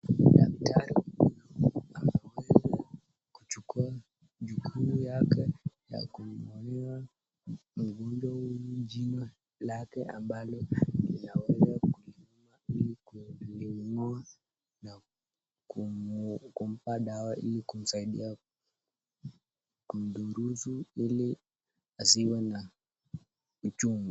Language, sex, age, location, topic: Swahili, male, 25-35, Nakuru, health